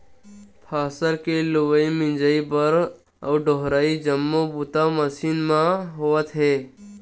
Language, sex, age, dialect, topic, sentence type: Chhattisgarhi, male, 18-24, Western/Budati/Khatahi, agriculture, statement